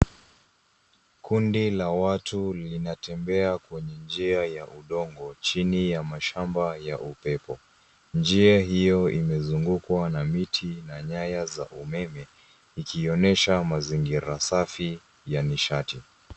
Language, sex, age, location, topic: Swahili, female, 36-49, Nairobi, government